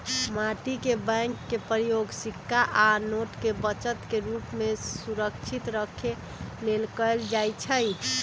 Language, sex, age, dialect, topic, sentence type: Magahi, female, 25-30, Western, banking, statement